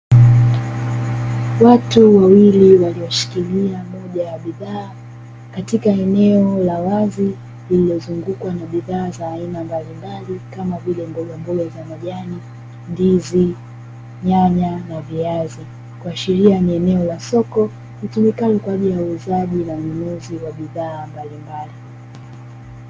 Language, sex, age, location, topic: Swahili, female, 25-35, Dar es Salaam, finance